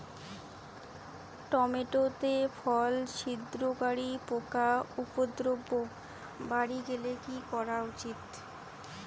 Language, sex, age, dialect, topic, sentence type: Bengali, female, 18-24, Rajbangshi, agriculture, question